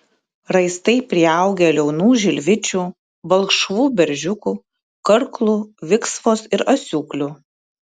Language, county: Lithuanian, Klaipėda